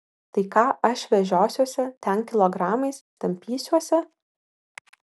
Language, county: Lithuanian, Vilnius